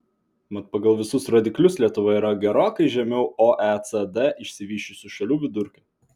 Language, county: Lithuanian, Vilnius